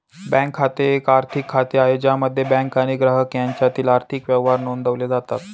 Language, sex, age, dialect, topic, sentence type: Marathi, male, 25-30, Northern Konkan, banking, statement